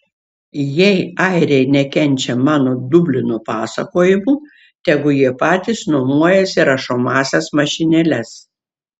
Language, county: Lithuanian, Šiauliai